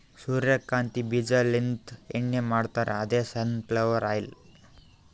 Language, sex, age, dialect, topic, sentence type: Kannada, male, 25-30, Northeastern, agriculture, statement